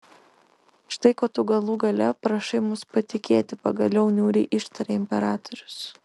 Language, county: Lithuanian, Šiauliai